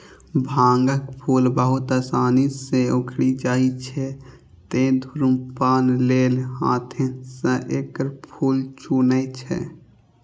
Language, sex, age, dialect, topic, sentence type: Maithili, male, 18-24, Eastern / Thethi, agriculture, statement